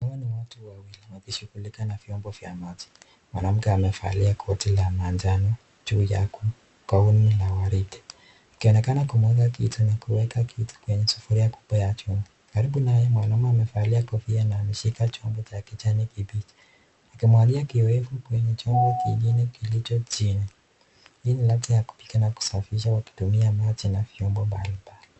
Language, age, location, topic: Swahili, 36-49, Nakuru, agriculture